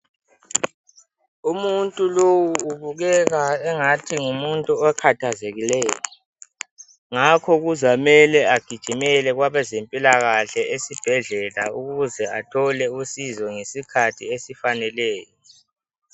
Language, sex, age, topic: North Ndebele, male, 18-24, health